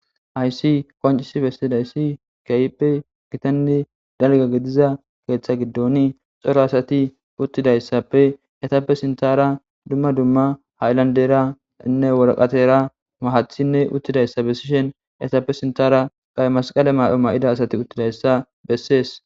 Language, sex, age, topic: Gamo, male, 18-24, government